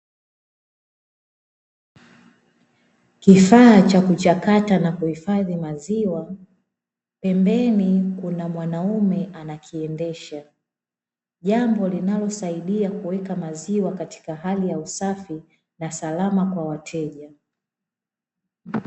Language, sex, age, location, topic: Swahili, female, 18-24, Dar es Salaam, finance